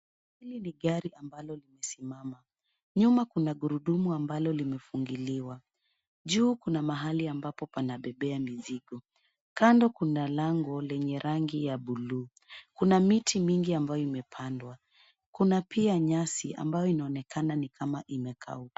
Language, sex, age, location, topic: Swahili, female, 25-35, Nairobi, finance